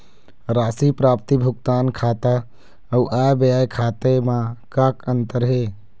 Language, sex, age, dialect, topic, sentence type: Chhattisgarhi, male, 25-30, Eastern, banking, question